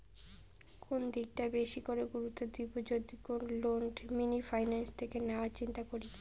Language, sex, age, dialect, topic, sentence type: Bengali, female, 31-35, Rajbangshi, banking, question